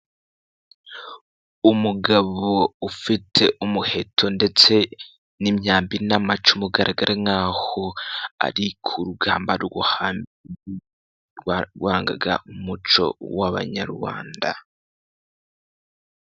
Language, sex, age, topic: Kinyarwanda, male, 18-24, government